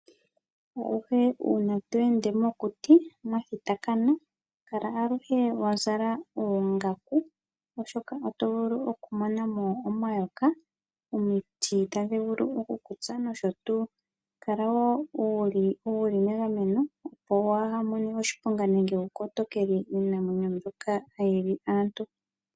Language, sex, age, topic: Oshiwambo, female, 36-49, agriculture